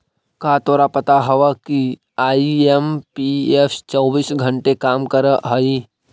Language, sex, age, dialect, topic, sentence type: Magahi, male, 31-35, Central/Standard, agriculture, statement